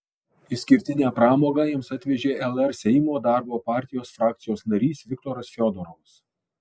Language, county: Lithuanian, Alytus